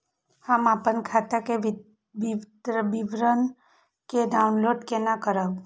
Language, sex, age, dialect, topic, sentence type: Maithili, female, 31-35, Eastern / Thethi, banking, question